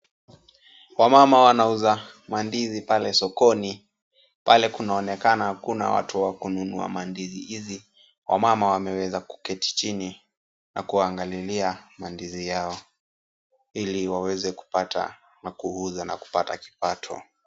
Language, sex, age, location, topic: Swahili, male, 18-24, Kisumu, agriculture